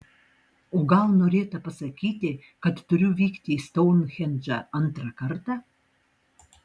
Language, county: Lithuanian, Tauragė